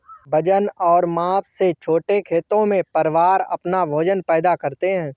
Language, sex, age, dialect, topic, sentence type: Hindi, male, 25-30, Awadhi Bundeli, agriculture, statement